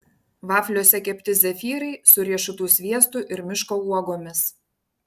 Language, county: Lithuanian, Panevėžys